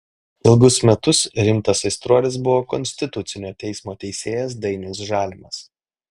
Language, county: Lithuanian, Klaipėda